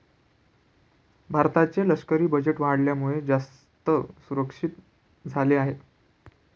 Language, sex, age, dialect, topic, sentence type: Marathi, male, 56-60, Northern Konkan, banking, statement